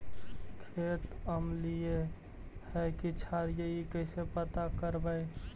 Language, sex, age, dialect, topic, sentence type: Magahi, male, 18-24, Central/Standard, agriculture, question